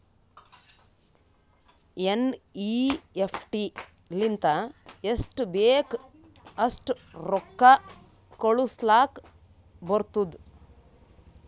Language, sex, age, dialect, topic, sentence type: Kannada, female, 18-24, Northeastern, banking, statement